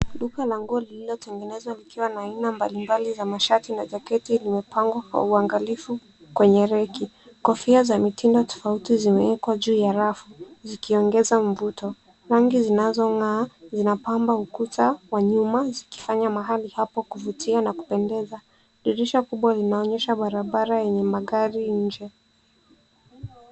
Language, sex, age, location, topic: Swahili, female, 18-24, Nairobi, finance